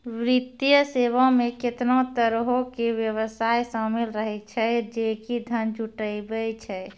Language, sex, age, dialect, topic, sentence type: Maithili, female, 31-35, Angika, banking, statement